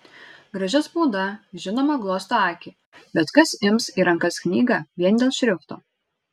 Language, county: Lithuanian, Šiauliai